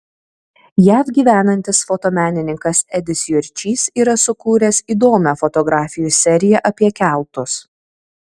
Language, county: Lithuanian, Kaunas